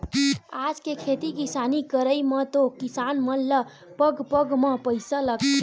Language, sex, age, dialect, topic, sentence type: Chhattisgarhi, female, 18-24, Western/Budati/Khatahi, banking, statement